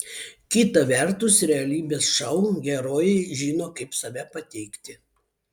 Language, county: Lithuanian, Vilnius